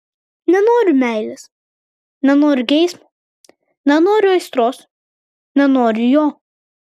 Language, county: Lithuanian, Vilnius